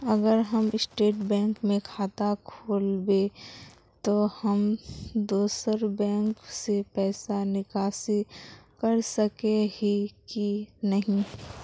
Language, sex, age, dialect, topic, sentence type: Magahi, female, 51-55, Northeastern/Surjapuri, banking, question